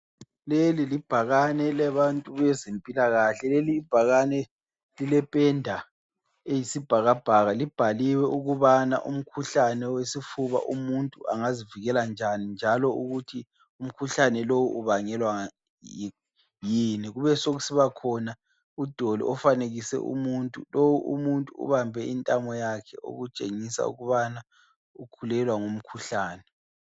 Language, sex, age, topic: North Ndebele, male, 25-35, health